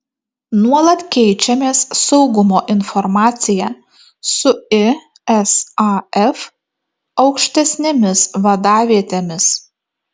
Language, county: Lithuanian, Kaunas